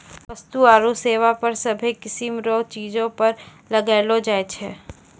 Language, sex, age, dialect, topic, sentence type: Maithili, female, 60-100, Angika, banking, statement